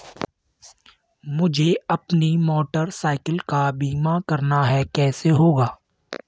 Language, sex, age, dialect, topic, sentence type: Hindi, male, 51-55, Kanauji Braj Bhasha, banking, question